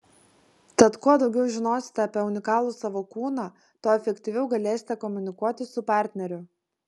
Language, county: Lithuanian, Vilnius